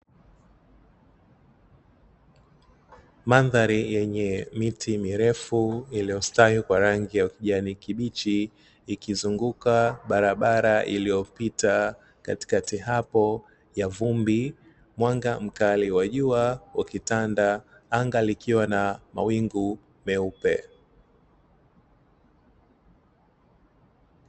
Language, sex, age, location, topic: Swahili, male, 36-49, Dar es Salaam, agriculture